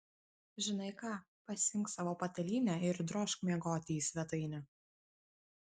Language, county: Lithuanian, Kaunas